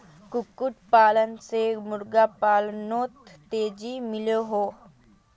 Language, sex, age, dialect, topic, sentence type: Magahi, female, 31-35, Northeastern/Surjapuri, agriculture, statement